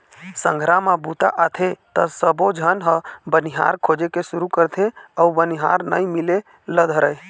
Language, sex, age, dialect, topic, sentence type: Chhattisgarhi, male, 18-24, Eastern, agriculture, statement